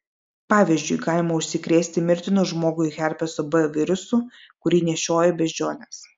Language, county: Lithuanian, Klaipėda